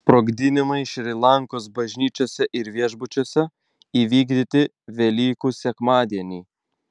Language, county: Lithuanian, Vilnius